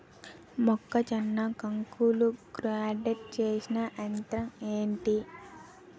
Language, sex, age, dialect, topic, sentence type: Telugu, female, 18-24, Utterandhra, agriculture, question